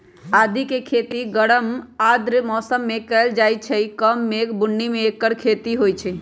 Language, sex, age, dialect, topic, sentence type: Magahi, female, 31-35, Western, agriculture, statement